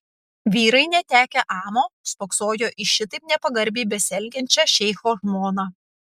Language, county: Lithuanian, Panevėžys